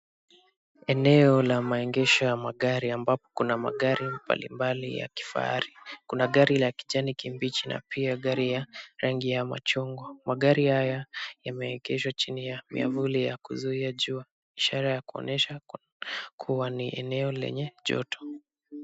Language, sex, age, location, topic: Swahili, male, 25-35, Kisumu, finance